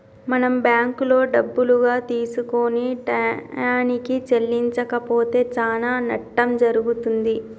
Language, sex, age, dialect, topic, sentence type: Telugu, female, 31-35, Telangana, banking, statement